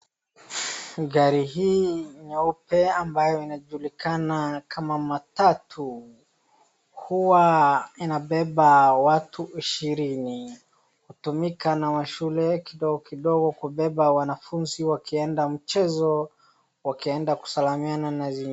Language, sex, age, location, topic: Swahili, female, 25-35, Wajir, finance